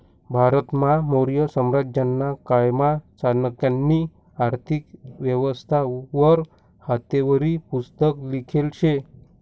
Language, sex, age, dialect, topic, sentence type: Marathi, male, 60-100, Northern Konkan, banking, statement